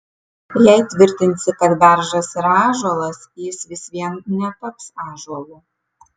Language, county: Lithuanian, Kaunas